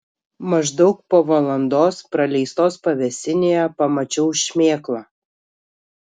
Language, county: Lithuanian, Kaunas